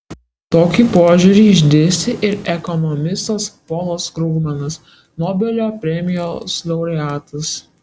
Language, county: Lithuanian, Kaunas